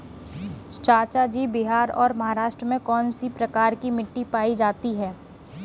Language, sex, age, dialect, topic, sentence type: Hindi, female, 18-24, Kanauji Braj Bhasha, agriculture, statement